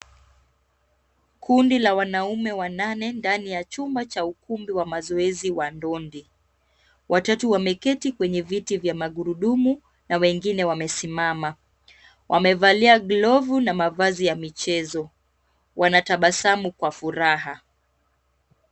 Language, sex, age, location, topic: Swahili, female, 25-35, Kisumu, education